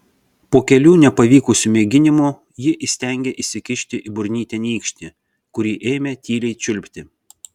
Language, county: Lithuanian, Vilnius